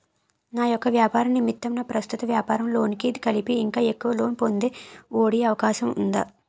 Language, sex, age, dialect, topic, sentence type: Telugu, female, 18-24, Utterandhra, banking, question